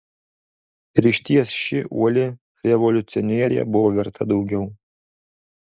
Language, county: Lithuanian, Alytus